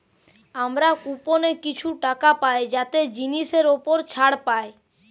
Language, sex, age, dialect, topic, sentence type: Bengali, male, 25-30, Western, banking, statement